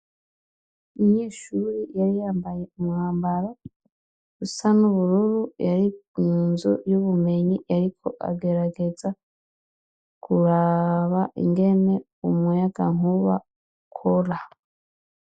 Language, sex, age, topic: Rundi, female, 36-49, education